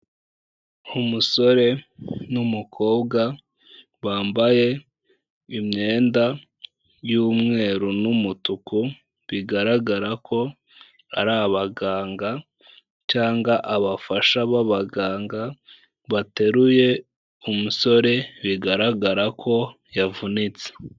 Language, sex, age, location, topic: Kinyarwanda, male, 18-24, Kigali, health